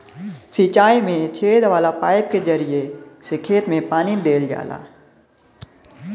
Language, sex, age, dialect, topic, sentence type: Bhojpuri, male, 25-30, Western, agriculture, statement